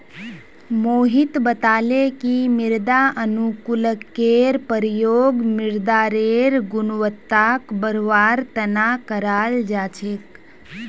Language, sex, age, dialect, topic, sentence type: Magahi, female, 25-30, Northeastern/Surjapuri, agriculture, statement